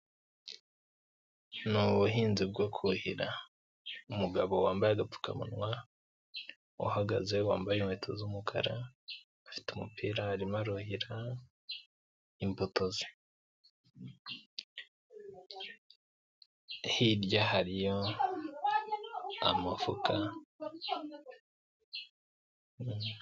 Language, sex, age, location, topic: Kinyarwanda, male, 18-24, Nyagatare, agriculture